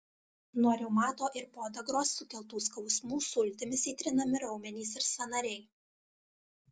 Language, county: Lithuanian, Alytus